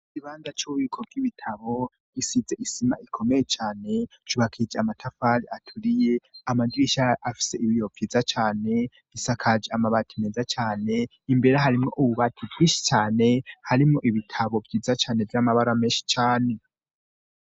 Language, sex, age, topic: Rundi, male, 18-24, education